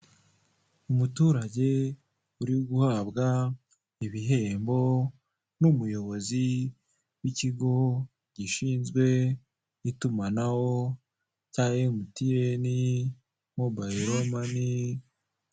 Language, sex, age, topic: Kinyarwanda, male, 18-24, finance